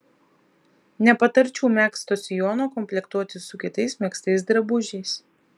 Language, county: Lithuanian, Vilnius